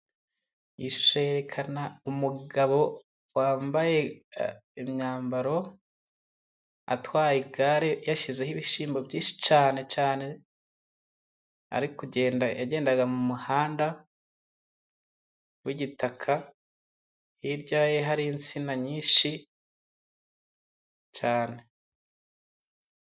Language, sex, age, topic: Kinyarwanda, male, 25-35, agriculture